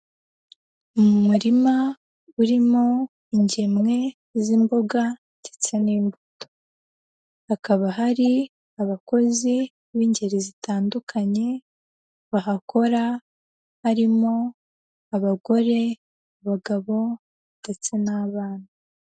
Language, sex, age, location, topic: Kinyarwanda, female, 18-24, Huye, agriculture